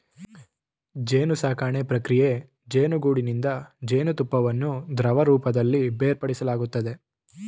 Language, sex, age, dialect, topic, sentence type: Kannada, male, 18-24, Mysore Kannada, agriculture, statement